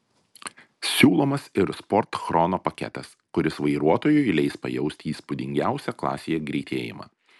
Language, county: Lithuanian, Vilnius